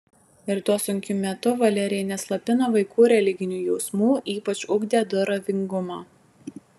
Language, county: Lithuanian, Vilnius